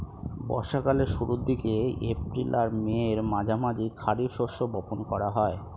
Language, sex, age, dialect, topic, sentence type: Bengali, male, 36-40, Standard Colloquial, agriculture, statement